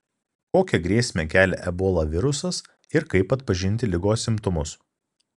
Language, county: Lithuanian, Kaunas